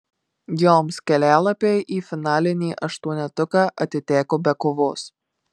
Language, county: Lithuanian, Marijampolė